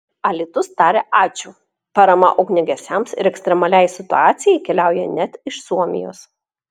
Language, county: Lithuanian, Klaipėda